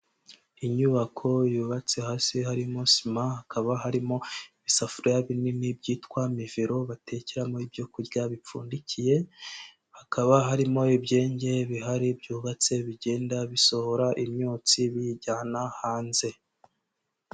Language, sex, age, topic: Kinyarwanda, male, 18-24, education